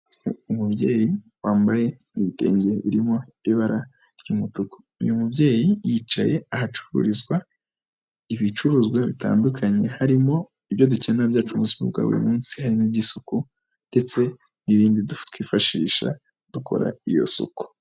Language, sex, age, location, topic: Kinyarwanda, female, 18-24, Huye, health